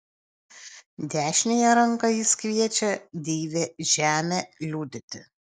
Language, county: Lithuanian, Utena